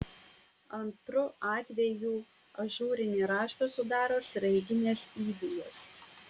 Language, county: Lithuanian, Kaunas